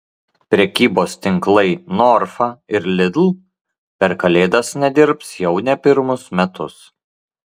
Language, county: Lithuanian, Klaipėda